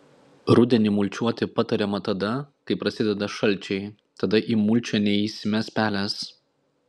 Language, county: Lithuanian, Klaipėda